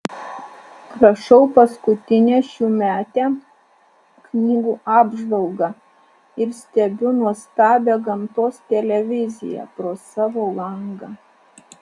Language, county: Lithuanian, Alytus